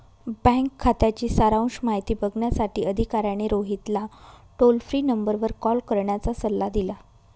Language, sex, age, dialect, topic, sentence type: Marathi, female, 31-35, Northern Konkan, banking, statement